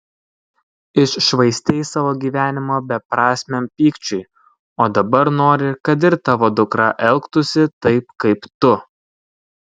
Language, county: Lithuanian, Kaunas